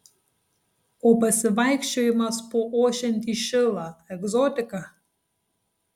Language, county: Lithuanian, Tauragė